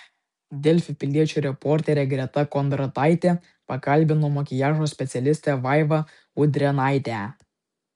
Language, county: Lithuanian, Vilnius